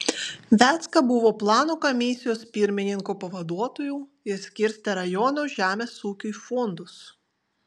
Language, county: Lithuanian, Vilnius